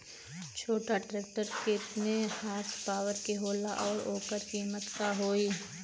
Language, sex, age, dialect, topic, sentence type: Bhojpuri, female, 25-30, Western, agriculture, question